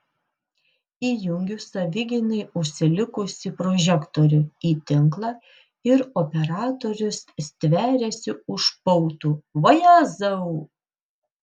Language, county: Lithuanian, Kaunas